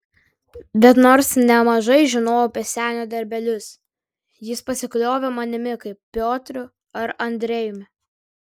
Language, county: Lithuanian, Kaunas